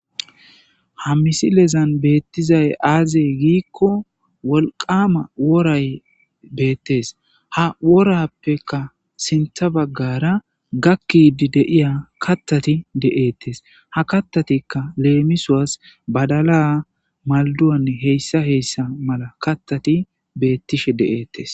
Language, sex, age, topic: Gamo, male, 25-35, agriculture